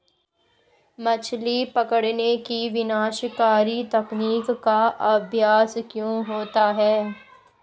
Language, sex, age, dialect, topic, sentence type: Hindi, female, 51-55, Hindustani Malvi Khadi Boli, agriculture, statement